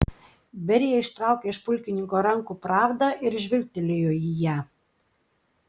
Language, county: Lithuanian, Klaipėda